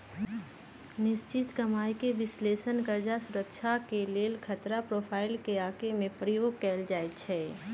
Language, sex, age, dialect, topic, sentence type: Magahi, female, 31-35, Western, banking, statement